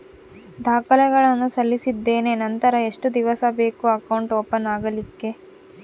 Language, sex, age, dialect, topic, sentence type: Kannada, female, 31-35, Central, banking, question